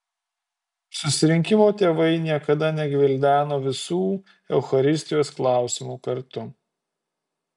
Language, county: Lithuanian, Utena